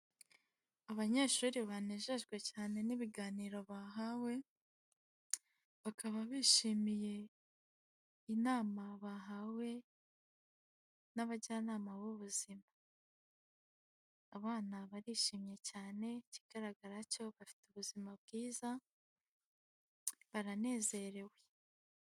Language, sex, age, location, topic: Kinyarwanda, female, 18-24, Huye, health